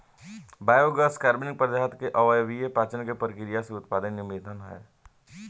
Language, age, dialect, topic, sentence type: Bhojpuri, 18-24, Southern / Standard, agriculture, statement